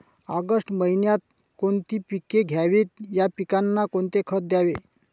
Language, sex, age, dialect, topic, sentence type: Marathi, male, 46-50, Northern Konkan, agriculture, question